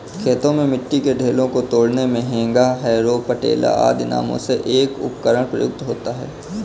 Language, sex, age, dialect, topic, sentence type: Hindi, male, 18-24, Kanauji Braj Bhasha, agriculture, statement